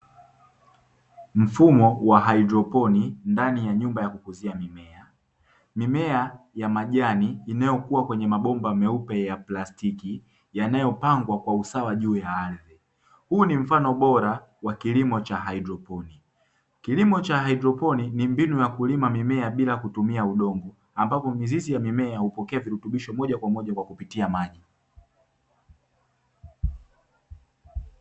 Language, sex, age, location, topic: Swahili, male, 18-24, Dar es Salaam, agriculture